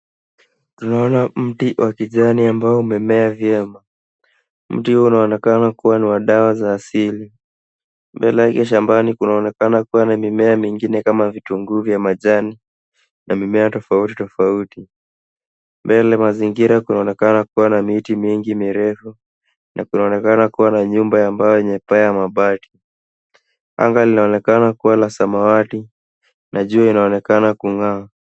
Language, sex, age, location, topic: Swahili, male, 18-24, Nairobi, health